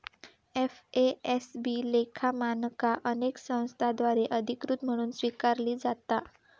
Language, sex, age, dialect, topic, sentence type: Marathi, female, 18-24, Southern Konkan, banking, statement